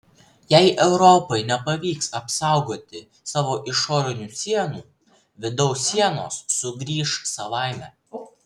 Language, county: Lithuanian, Vilnius